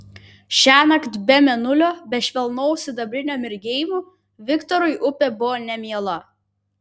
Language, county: Lithuanian, Vilnius